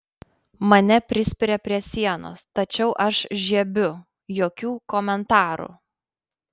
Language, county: Lithuanian, Panevėžys